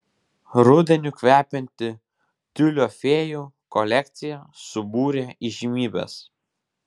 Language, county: Lithuanian, Vilnius